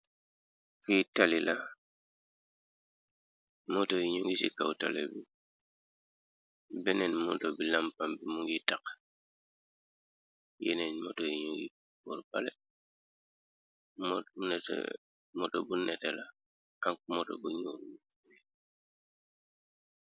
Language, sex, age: Wolof, male, 36-49